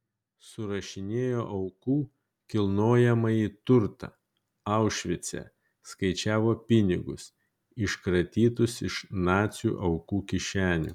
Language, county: Lithuanian, Kaunas